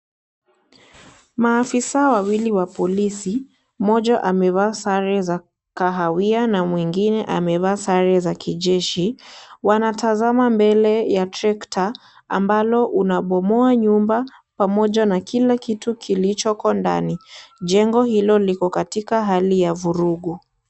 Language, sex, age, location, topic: Swahili, female, 18-24, Kisii, health